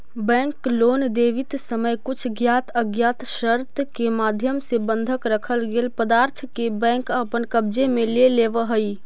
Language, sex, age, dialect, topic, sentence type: Magahi, female, 18-24, Central/Standard, banking, statement